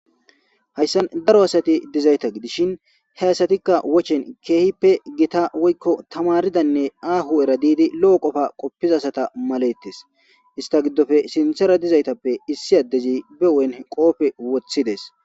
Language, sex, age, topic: Gamo, male, 25-35, government